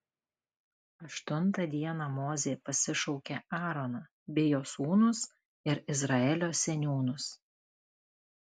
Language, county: Lithuanian, Klaipėda